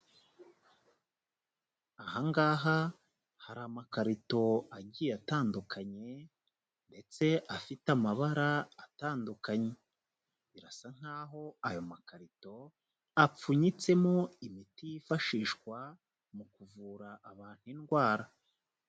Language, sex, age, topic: Kinyarwanda, male, 25-35, health